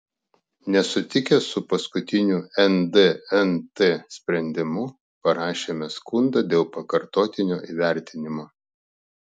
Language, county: Lithuanian, Klaipėda